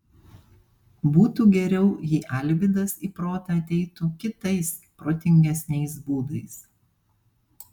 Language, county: Lithuanian, Panevėžys